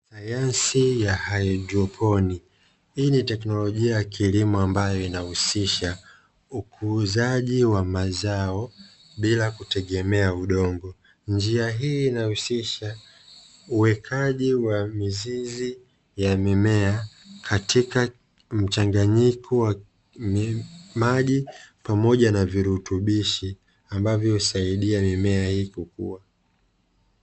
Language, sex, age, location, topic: Swahili, male, 25-35, Dar es Salaam, agriculture